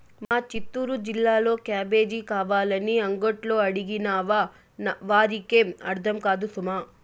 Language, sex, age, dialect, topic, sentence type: Telugu, female, 25-30, Southern, agriculture, statement